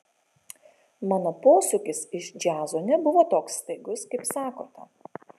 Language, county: Lithuanian, Kaunas